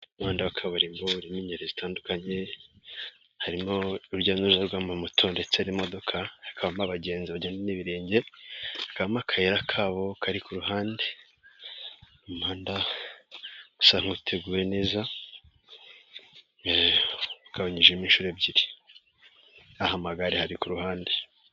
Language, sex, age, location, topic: Kinyarwanda, male, 18-24, Nyagatare, government